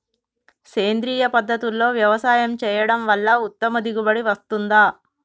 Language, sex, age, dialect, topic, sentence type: Telugu, female, 31-35, Telangana, agriculture, question